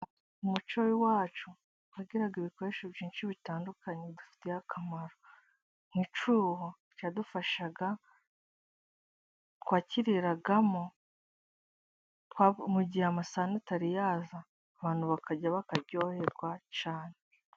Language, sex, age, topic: Kinyarwanda, female, 18-24, government